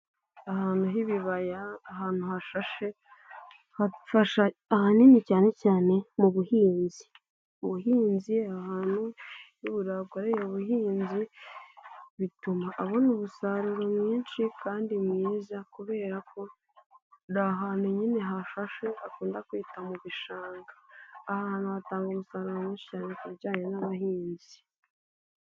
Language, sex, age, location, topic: Kinyarwanda, female, 18-24, Nyagatare, agriculture